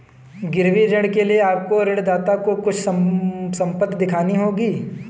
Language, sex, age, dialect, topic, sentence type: Hindi, male, 18-24, Kanauji Braj Bhasha, banking, statement